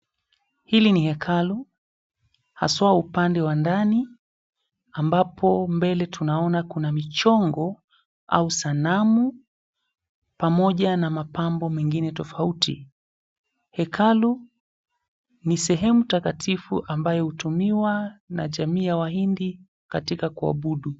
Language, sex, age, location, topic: Swahili, male, 25-35, Mombasa, government